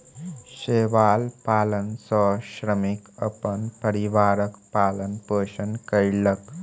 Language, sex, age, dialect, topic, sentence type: Maithili, male, 18-24, Southern/Standard, agriculture, statement